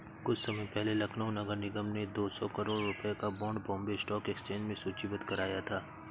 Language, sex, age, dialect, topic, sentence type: Hindi, male, 56-60, Awadhi Bundeli, banking, statement